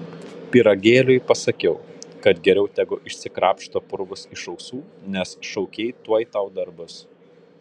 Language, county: Lithuanian, Kaunas